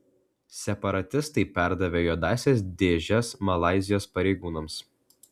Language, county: Lithuanian, Klaipėda